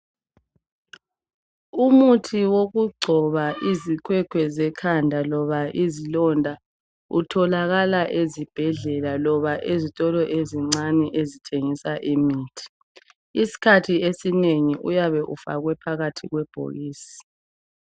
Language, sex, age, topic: North Ndebele, female, 25-35, health